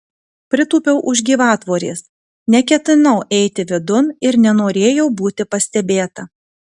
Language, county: Lithuanian, Kaunas